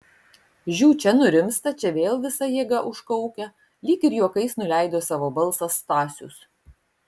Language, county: Lithuanian, Kaunas